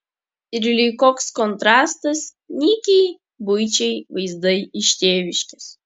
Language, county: Lithuanian, Kaunas